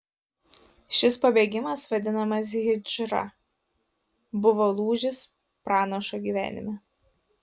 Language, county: Lithuanian, Vilnius